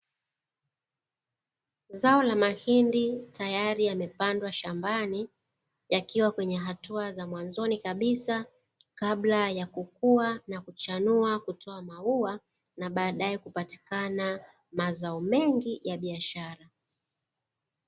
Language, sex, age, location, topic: Swahili, female, 36-49, Dar es Salaam, agriculture